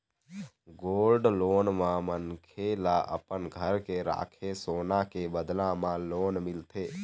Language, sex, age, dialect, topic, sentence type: Chhattisgarhi, male, 18-24, Eastern, banking, statement